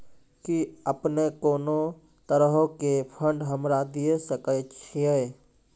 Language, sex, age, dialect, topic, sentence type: Maithili, male, 18-24, Angika, banking, statement